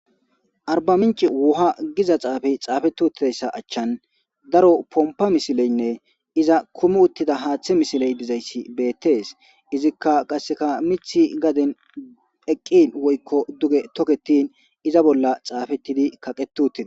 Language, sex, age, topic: Gamo, male, 25-35, government